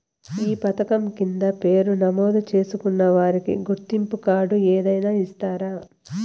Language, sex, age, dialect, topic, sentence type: Telugu, female, 36-40, Southern, banking, question